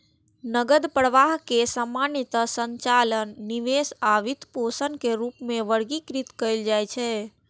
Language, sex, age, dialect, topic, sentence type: Maithili, female, 18-24, Eastern / Thethi, banking, statement